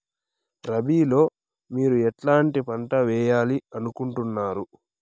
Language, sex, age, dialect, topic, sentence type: Telugu, male, 18-24, Southern, agriculture, question